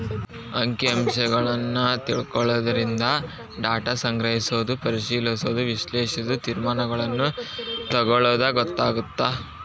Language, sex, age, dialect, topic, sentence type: Kannada, male, 18-24, Dharwad Kannada, banking, statement